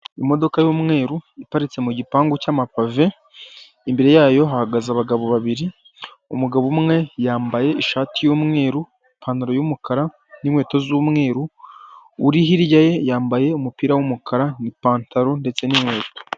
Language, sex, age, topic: Kinyarwanda, male, 18-24, finance